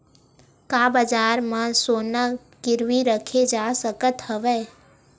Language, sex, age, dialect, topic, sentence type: Chhattisgarhi, female, 18-24, Western/Budati/Khatahi, banking, question